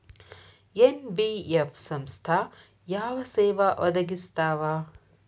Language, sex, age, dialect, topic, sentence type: Kannada, female, 25-30, Dharwad Kannada, banking, question